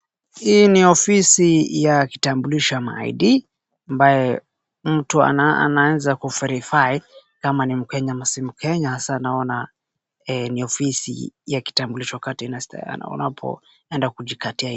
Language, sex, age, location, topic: Swahili, male, 18-24, Wajir, government